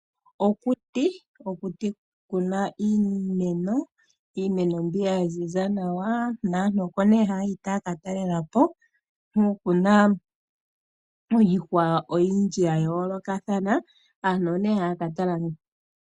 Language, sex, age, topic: Oshiwambo, female, 25-35, agriculture